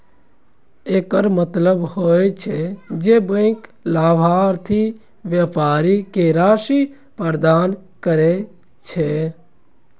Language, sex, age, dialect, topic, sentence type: Maithili, male, 56-60, Eastern / Thethi, banking, statement